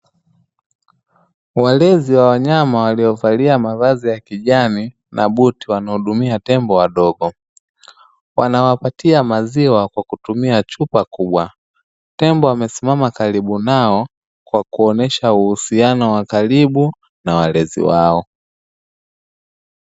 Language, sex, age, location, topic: Swahili, male, 25-35, Dar es Salaam, agriculture